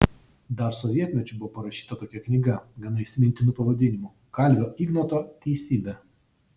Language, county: Lithuanian, Vilnius